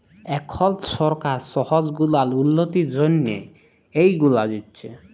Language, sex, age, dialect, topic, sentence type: Bengali, male, 18-24, Jharkhandi, banking, statement